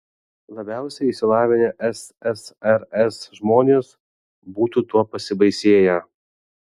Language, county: Lithuanian, Vilnius